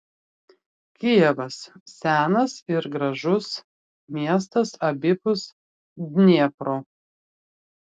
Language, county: Lithuanian, Klaipėda